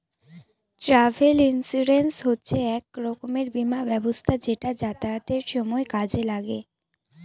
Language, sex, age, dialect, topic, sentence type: Bengali, female, 25-30, Northern/Varendri, banking, statement